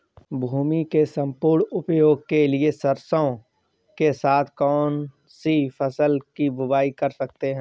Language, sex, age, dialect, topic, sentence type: Hindi, male, 36-40, Awadhi Bundeli, agriculture, question